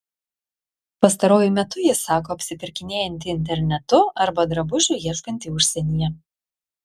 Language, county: Lithuanian, Klaipėda